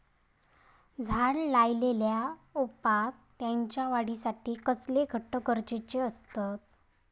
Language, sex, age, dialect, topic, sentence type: Marathi, female, 18-24, Southern Konkan, agriculture, question